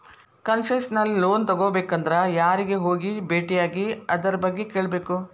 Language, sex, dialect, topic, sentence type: Kannada, female, Dharwad Kannada, banking, statement